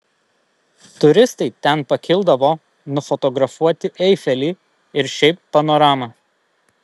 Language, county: Lithuanian, Vilnius